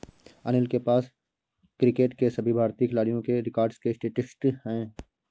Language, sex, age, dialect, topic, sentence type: Hindi, male, 18-24, Awadhi Bundeli, banking, statement